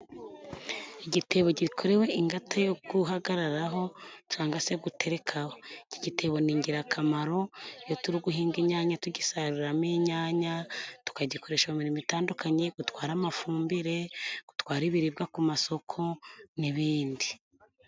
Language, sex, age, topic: Kinyarwanda, female, 25-35, government